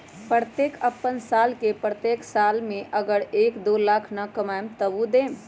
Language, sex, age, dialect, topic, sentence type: Magahi, female, 25-30, Western, banking, question